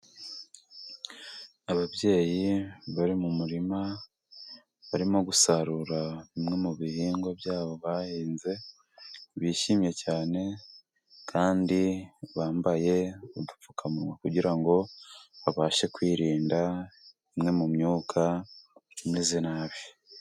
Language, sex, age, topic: Kinyarwanda, female, 18-24, agriculture